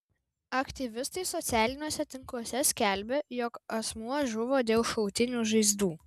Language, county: Lithuanian, Vilnius